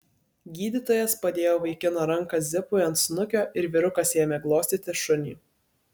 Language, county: Lithuanian, Kaunas